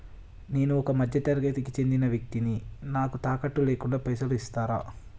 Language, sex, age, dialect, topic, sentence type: Telugu, male, 18-24, Telangana, banking, question